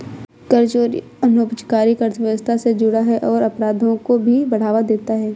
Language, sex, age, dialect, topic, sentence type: Hindi, female, 25-30, Awadhi Bundeli, banking, statement